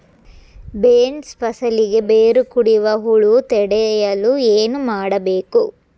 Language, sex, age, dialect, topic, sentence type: Kannada, female, 25-30, Dharwad Kannada, agriculture, question